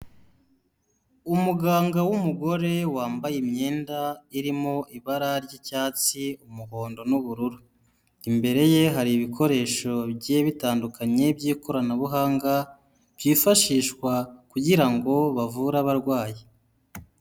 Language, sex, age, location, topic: Kinyarwanda, male, 18-24, Huye, health